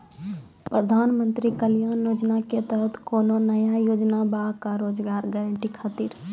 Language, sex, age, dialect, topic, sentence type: Maithili, female, 18-24, Angika, banking, question